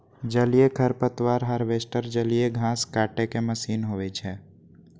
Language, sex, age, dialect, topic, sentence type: Maithili, male, 18-24, Eastern / Thethi, agriculture, statement